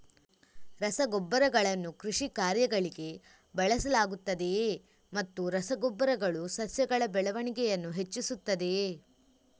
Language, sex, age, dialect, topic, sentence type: Kannada, female, 31-35, Coastal/Dakshin, agriculture, question